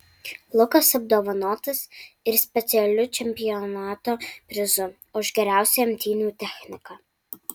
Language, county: Lithuanian, Alytus